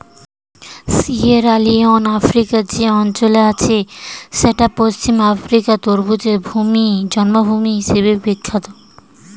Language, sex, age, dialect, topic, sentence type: Bengali, female, 18-24, Western, agriculture, statement